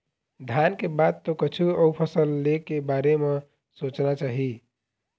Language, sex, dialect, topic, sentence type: Chhattisgarhi, male, Eastern, agriculture, statement